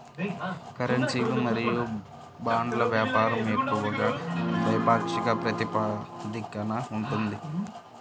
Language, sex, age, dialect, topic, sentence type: Telugu, male, 18-24, Central/Coastal, banking, statement